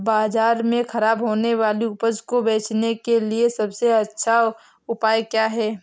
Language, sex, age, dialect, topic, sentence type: Hindi, female, 18-24, Awadhi Bundeli, agriculture, statement